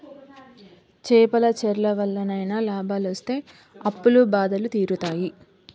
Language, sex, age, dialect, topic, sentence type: Telugu, female, 31-35, Southern, agriculture, statement